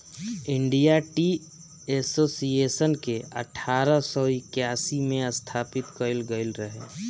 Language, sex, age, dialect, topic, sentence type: Bhojpuri, male, 51-55, Northern, agriculture, statement